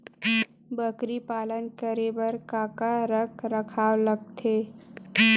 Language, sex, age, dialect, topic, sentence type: Chhattisgarhi, female, 18-24, Western/Budati/Khatahi, agriculture, question